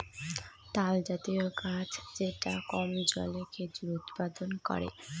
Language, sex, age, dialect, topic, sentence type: Bengali, female, 25-30, Northern/Varendri, agriculture, statement